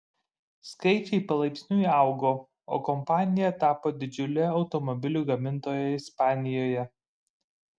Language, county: Lithuanian, Šiauliai